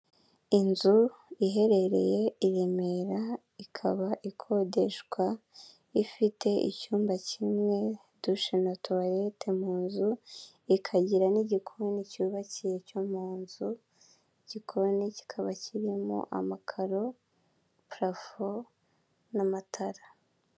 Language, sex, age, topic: Kinyarwanda, female, 18-24, finance